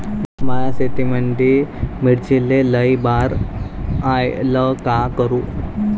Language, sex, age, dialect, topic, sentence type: Marathi, male, 18-24, Varhadi, agriculture, question